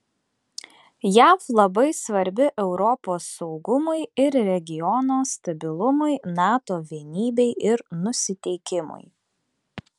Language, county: Lithuanian, Klaipėda